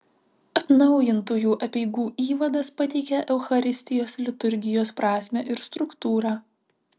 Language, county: Lithuanian, Vilnius